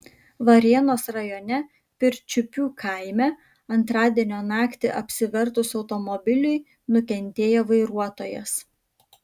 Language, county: Lithuanian, Kaunas